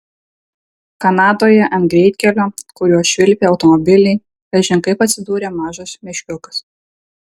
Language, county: Lithuanian, Vilnius